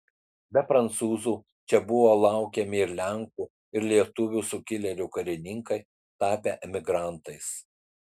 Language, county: Lithuanian, Utena